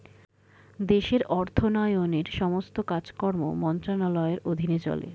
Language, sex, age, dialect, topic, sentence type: Bengali, female, 60-100, Standard Colloquial, banking, statement